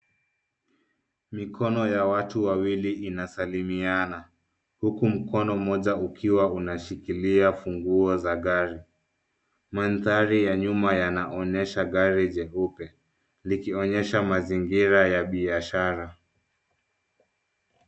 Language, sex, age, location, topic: Swahili, male, 25-35, Nairobi, finance